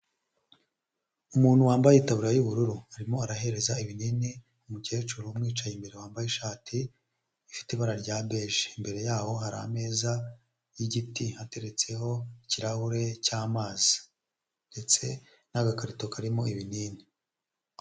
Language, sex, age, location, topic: Kinyarwanda, female, 25-35, Huye, health